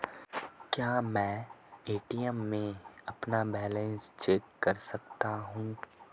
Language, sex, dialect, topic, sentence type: Hindi, male, Marwari Dhudhari, banking, question